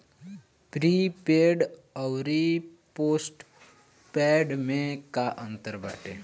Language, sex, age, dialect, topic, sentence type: Bhojpuri, male, <18, Northern, banking, question